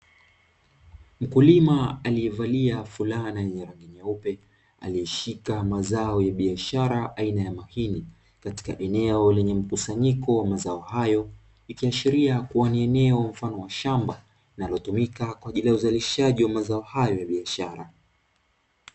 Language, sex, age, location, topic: Swahili, male, 25-35, Dar es Salaam, agriculture